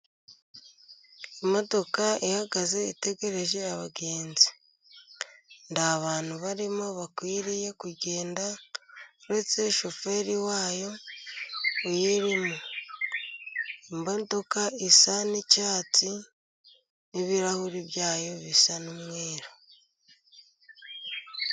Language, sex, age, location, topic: Kinyarwanda, female, 25-35, Musanze, government